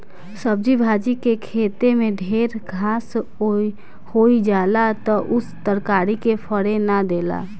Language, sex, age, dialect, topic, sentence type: Bhojpuri, female, 18-24, Southern / Standard, agriculture, statement